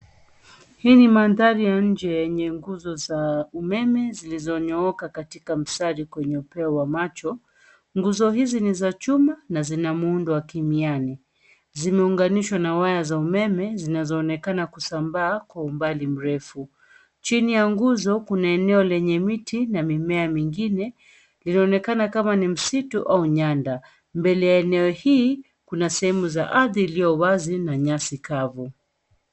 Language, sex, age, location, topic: Swahili, female, 36-49, Nairobi, government